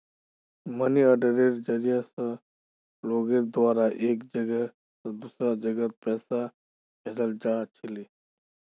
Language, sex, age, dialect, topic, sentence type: Magahi, male, 25-30, Northeastern/Surjapuri, banking, statement